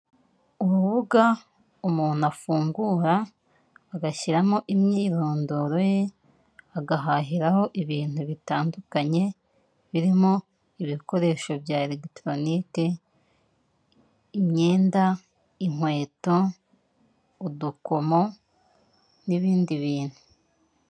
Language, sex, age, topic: Kinyarwanda, female, 25-35, finance